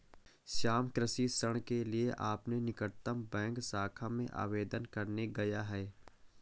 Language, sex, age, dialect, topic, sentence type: Hindi, male, 18-24, Awadhi Bundeli, agriculture, statement